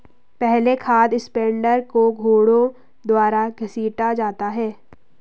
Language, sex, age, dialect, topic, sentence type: Hindi, female, 18-24, Garhwali, agriculture, statement